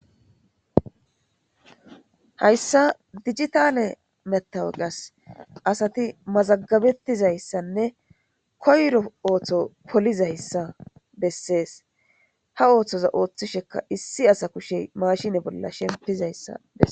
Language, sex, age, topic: Gamo, female, 25-35, government